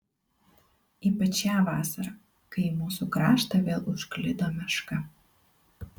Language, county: Lithuanian, Kaunas